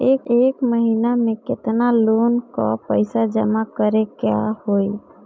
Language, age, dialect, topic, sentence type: Bhojpuri, 25-30, Northern, banking, question